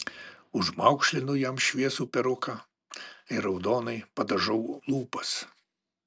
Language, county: Lithuanian, Alytus